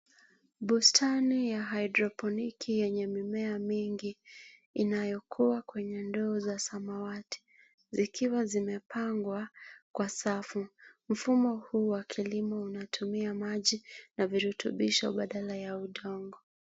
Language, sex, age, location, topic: Swahili, female, 25-35, Nairobi, agriculture